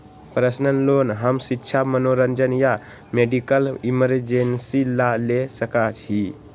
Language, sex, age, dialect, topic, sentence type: Magahi, male, 18-24, Western, banking, statement